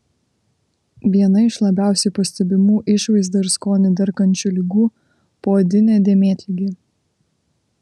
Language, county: Lithuanian, Vilnius